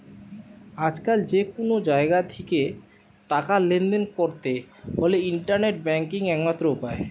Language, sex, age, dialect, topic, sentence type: Bengali, male, 18-24, Western, banking, statement